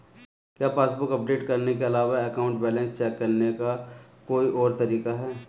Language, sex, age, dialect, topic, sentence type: Hindi, male, 36-40, Marwari Dhudhari, banking, question